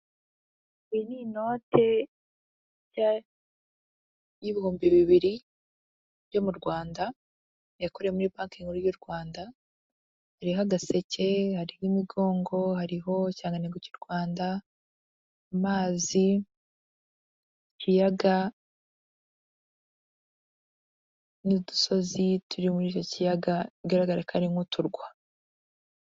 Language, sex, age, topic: Kinyarwanda, female, 25-35, finance